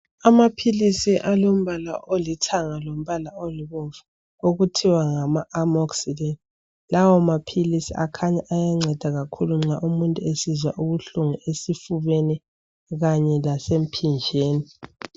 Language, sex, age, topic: North Ndebele, female, 36-49, health